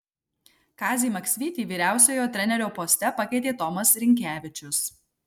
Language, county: Lithuanian, Marijampolė